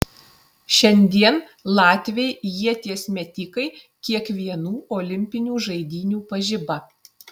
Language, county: Lithuanian, Utena